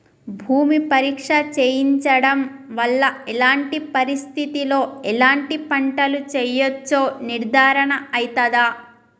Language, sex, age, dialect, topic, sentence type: Telugu, female, 25-30, Telangana, agriculture, question